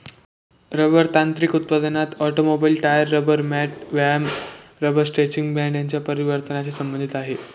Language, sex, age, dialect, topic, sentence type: Marathi, male, 18-24, Northern Konkan, agriculture, statement